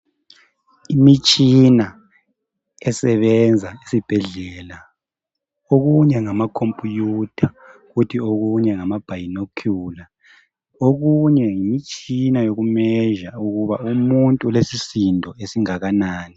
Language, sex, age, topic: North Ndebele, male, 50+, health